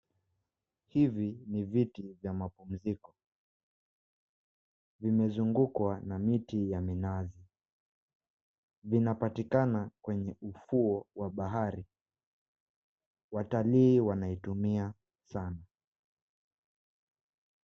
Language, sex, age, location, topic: Swahili, male, 18-24, Mombasa, government